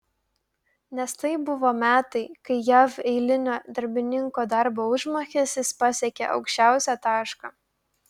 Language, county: Lithuanian, Klaipėda